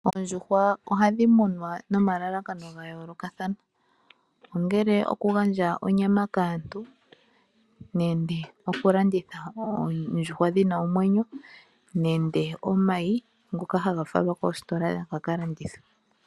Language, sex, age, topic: Oshiwambo, female, 25-35, agriculture